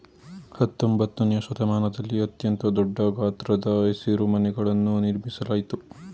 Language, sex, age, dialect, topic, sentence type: Kannada, male, 18-24, Mysore Kannada, agriculture, statement